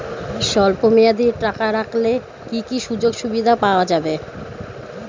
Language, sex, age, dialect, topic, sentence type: Bengali, female, 41-45, Standard Colloquial, banking, question